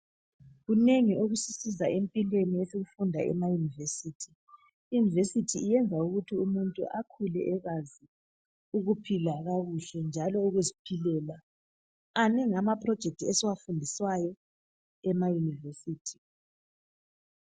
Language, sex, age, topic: North Ndebele, female, 36-49, education